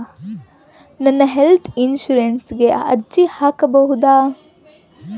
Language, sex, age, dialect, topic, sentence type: Kannada, female, 18-24, Central, banking, question